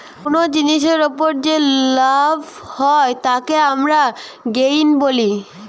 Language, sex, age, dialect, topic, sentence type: Bengali, female, 18-24, Western, banking, statement